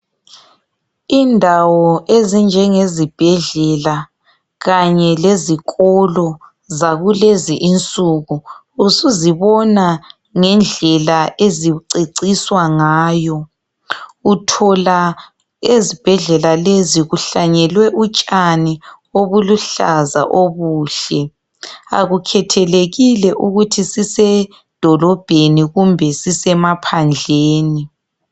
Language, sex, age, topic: North Ndebele, male, 36-49, health